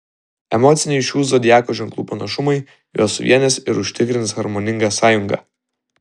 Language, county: Lithuanian, Vilnius